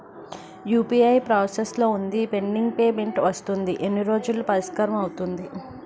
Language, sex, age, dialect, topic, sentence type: Telugu, female, 51-55, Utterandhra, banking, question